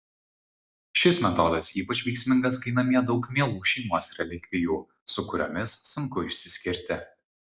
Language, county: Lithuanian, Vilnius